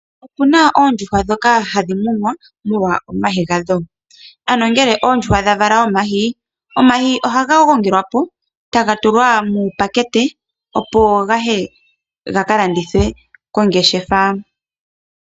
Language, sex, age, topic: Oshiwambo, female, 25-35, agriculture